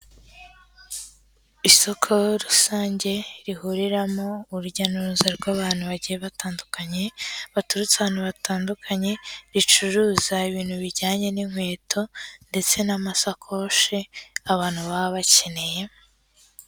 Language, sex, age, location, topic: Kinyarwanda, female, 18-24, Kigali, finance